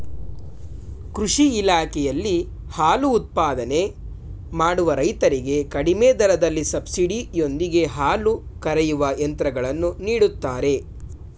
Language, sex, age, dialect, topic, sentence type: Kannada, male, 18-24, Mysore Kannada, agriculture, statement